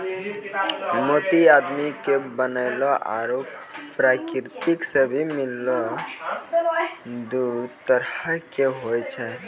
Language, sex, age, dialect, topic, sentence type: Maithili, male, 18-24, Angika, agriculture, statement